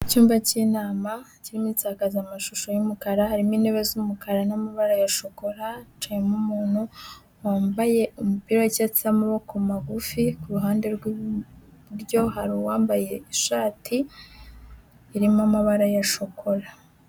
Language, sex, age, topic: Kinyarwanda, female, 18-24, health